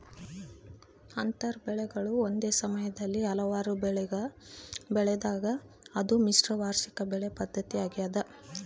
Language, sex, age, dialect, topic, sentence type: Kannada, female, 25-30, Central, agriculture, statement